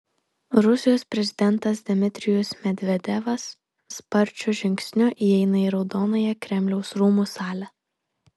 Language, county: Lithuanian, Vilnius